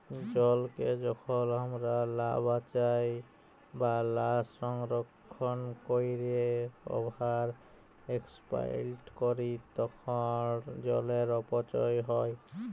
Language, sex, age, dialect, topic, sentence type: Bengali, male, 25-30, Jharkhandi, agriculture, statement